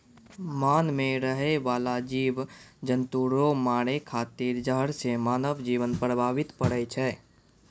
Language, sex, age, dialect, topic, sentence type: Maithili, male, 18-24, Angika, agriculture, statement